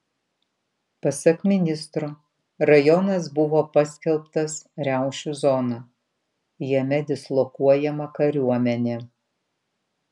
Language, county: Lithuanian, Vilnius